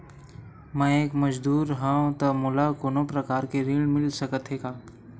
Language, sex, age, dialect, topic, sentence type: Chhattisgarhi, male, 18-24, Western/Budati/Khatahi, banking, question